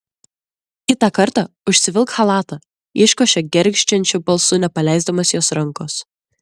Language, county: Lithuanian, Klaipėda